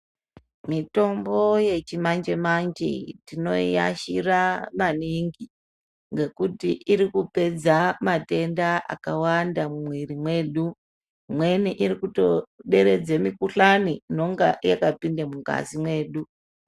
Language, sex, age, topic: Ndau, male, 50+, health